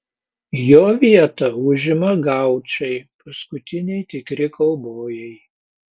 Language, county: Lithuanian, Panevėžys